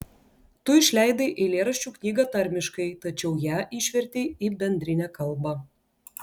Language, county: Lithuanian, Klaipėda